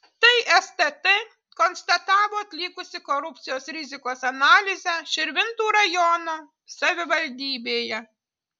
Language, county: Lithuanian, Utena